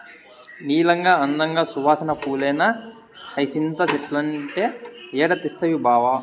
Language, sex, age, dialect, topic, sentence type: Telugu, male, 18-24, Southern, agriculture, statement